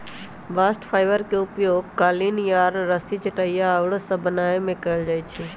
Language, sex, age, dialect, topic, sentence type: Magahi, male, 18-24, Western, agriculture, statement